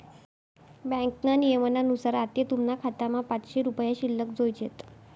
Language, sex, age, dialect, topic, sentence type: Marathi, female, 51-55, Northern Konkan, banking, statement